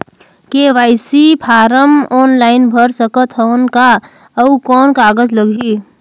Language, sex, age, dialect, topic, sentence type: Chhattisgarhi, female, 18-24, Northern/Bhandar, banking, question